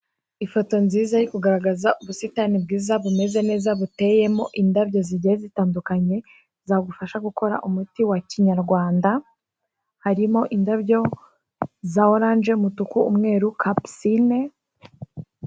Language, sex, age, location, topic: Kinyarwanda, female, 36-49, Kigali, health